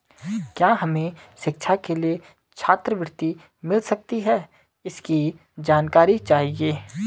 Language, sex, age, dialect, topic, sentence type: Hindi, male, 18-24, Garhwali, banking, question